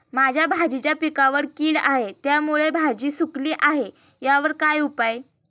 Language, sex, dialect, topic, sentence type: Marathi, female, Standard Marathi, agriculture, question